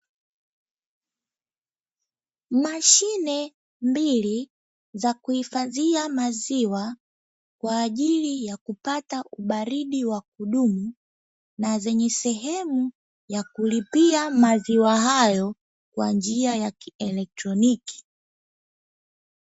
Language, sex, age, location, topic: Swahili, female, 18-24, Dar es Salaam, finance